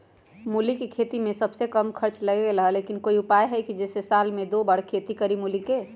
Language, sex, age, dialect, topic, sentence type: Magahi, female, 18-24, Western, agriculture, question